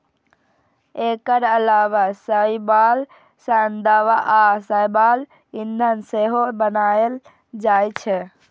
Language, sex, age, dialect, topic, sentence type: Maithili, female, 18-24, Eastern / Thethi, agriculture, statement